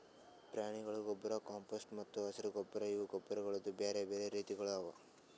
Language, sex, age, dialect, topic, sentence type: Kannada, male, 18-24, Northeastern, agriculture, statement